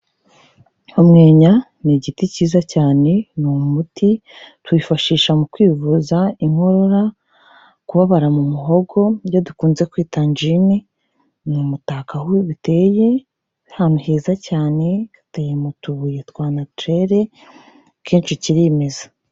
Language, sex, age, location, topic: Kinyarwanda, female, 25-35, Kigali, health